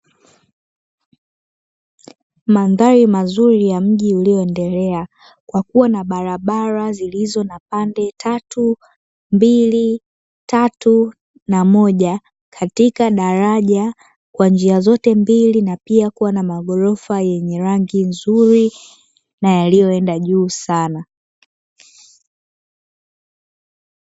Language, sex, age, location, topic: Swahili, female, 18-24, Dar es Salaam, government